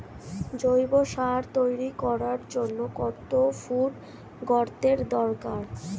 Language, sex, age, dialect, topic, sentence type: Bengali, female, 25-30, Standard Colloquial, agriculture, question